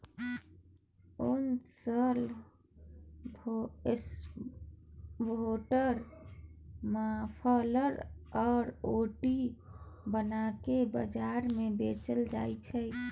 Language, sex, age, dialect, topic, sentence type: Maithili, male, 31-35, Bajjika, agriculture, statement